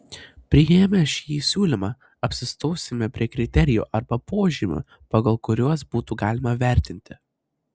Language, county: Lithuanian, Panevėžys